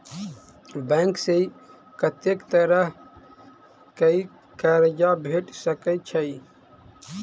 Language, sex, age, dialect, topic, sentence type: Maithili, male, 25-30, Southern/Standard, banking, question